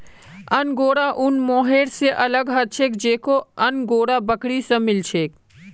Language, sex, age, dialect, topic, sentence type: Magahi, male, 18-24, Northeastern/Surjapuri, agriculture, statement